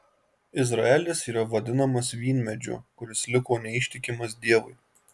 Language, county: Lithuanian, Marijampolė